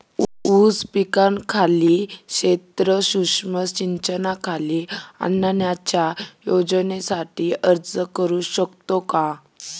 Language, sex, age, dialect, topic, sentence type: Marathi, female, 18-24, Standard Marathi, agriculture, question